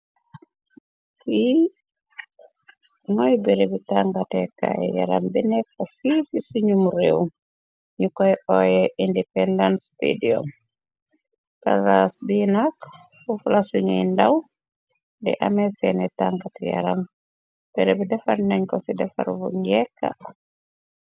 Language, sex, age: Wolof, female, 18-24